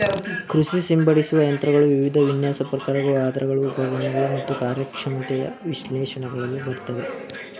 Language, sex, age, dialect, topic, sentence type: Kannada, male, 18-24, Mysore Kannada, agriculture, statement